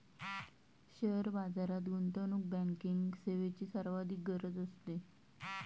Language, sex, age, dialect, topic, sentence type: Marathi, female, 31-35, Standard Marathi, banking, statement